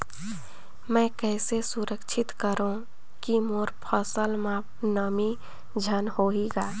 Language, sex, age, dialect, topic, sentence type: Chhattisgarhi, female, 31-35, Northern/Bhandar, agriculture, question